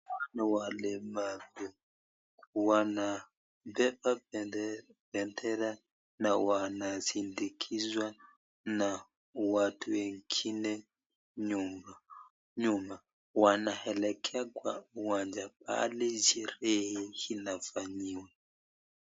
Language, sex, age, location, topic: Swahili, male, 25-35, Nakuru, education